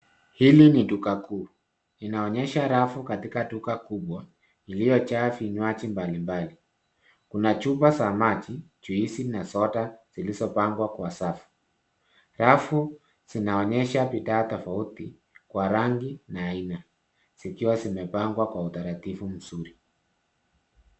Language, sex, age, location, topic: Swahili, male, 36-49, Nairobi, finance